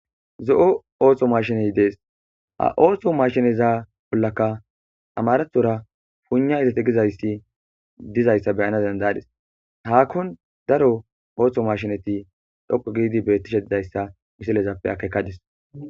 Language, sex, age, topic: Gamo, male, 18-24, agriculture